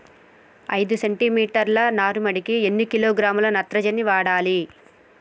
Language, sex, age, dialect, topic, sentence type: Telugu, female, 31-35, Telangana, agriculture, question